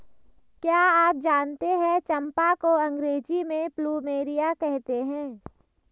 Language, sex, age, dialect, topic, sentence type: Hindi, female, 18-24, Garhwali, agriculture, statement